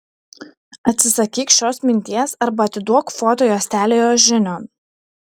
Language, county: Lithuanian, Šiauliai